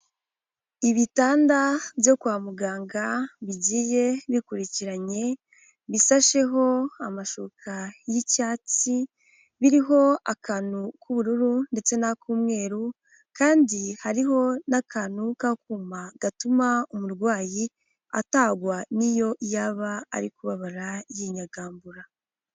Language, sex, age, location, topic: Kinyarwanda, female, 18-24, Huye, health